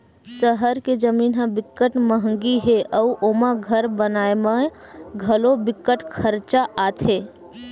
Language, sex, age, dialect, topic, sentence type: Chhattisgarhi, female, 25-30, Western/Budati/Khatahi, banking, statement